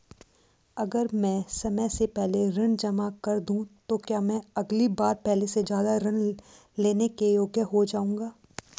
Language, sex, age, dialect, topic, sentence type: Hindi, female, 18-24, Hindustani Malvi Khadi Boli, banking, question